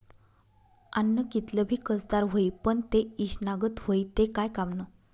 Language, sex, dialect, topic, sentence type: Marathi, female, Northern Konkan, agriculture, statement